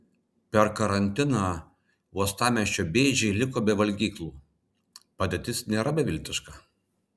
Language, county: Lithuanian, Vilnius